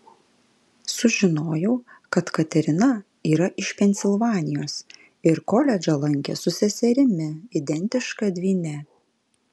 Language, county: Lithuanian, Alytus